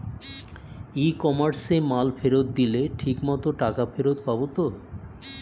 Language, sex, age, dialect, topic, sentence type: Bengali, male, 51-55, Standard Colloquial, agriculture, question